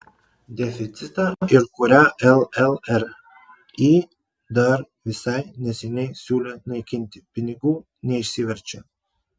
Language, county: Lithuanian, Klaipėda